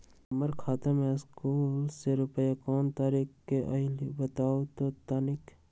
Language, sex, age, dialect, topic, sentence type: Magahi, male, 60-100, Western, banking, question